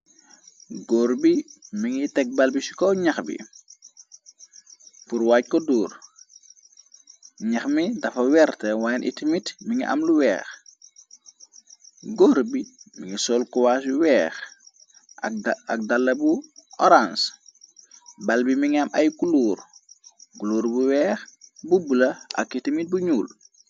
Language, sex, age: Wolof, male, 25-35